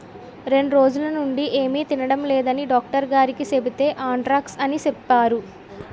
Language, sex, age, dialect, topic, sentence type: Telugu, female, 18-24, Utterandhra, agriculture, statement